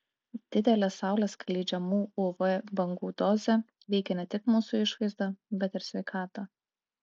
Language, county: Lithuanian, Klaipėda